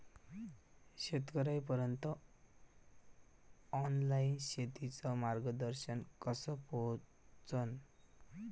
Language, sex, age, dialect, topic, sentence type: Marathi, male, 18-24, Varhadi, agriculture, question